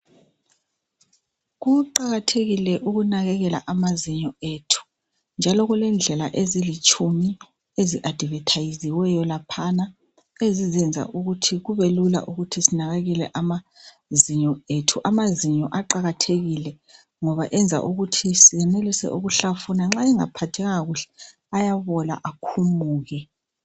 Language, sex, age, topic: North Ndebele, female, 36-49, health